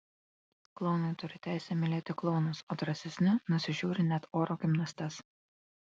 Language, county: Lithuanian, Kaunas